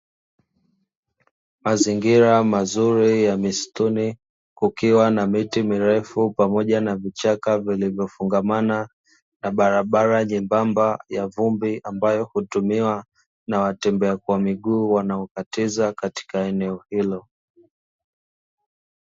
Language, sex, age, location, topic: Swahili, male, 18-24, Dar es Salaam, agriculture